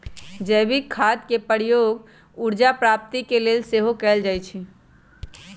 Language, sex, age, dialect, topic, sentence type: Magahi, female, 25-30, Western, agriculture, statement